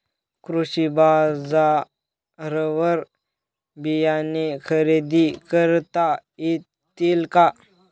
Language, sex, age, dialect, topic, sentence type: Marathi, male, 18-24, Northern Konkan, agriculture, question